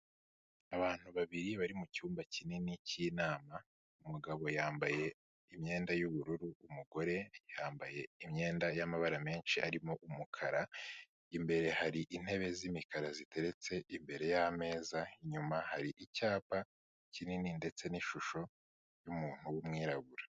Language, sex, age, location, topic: Kinyarwanda, male, 25-35, Kigali, health